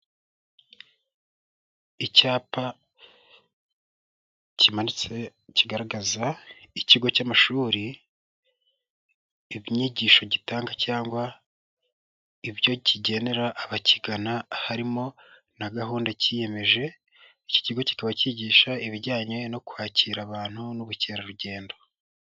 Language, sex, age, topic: Kinyarwanda, male, 18-24, education